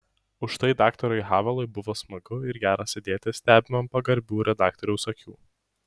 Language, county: Lithuanian, Šiauliai